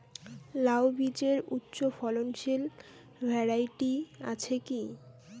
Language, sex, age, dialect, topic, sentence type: Bengali, female, 18-24, Rajbangshi, agriculture, question